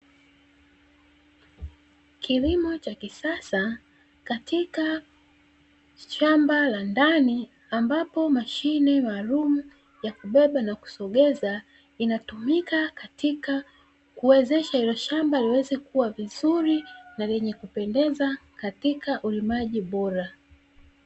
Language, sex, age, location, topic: Swahili, female, 36-49, Dar es Salaam, agriculture